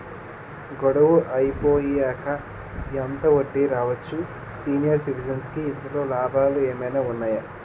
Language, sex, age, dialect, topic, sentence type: Telugu, male, 18-24, Utterandhra, banking, question